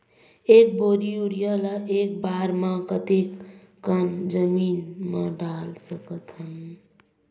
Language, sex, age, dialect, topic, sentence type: Chhattisgarhi, female, 18-24, Western/Budati/Khatahi, agriculture, question